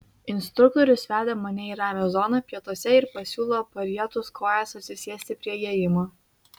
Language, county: Lithuanian, Vilnius